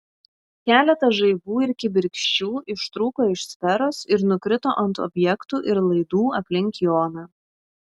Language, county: Lithuanian, Šiauliai